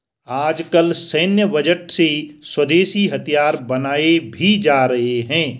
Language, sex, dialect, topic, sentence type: Hindi, male, Garhwali, banking, statement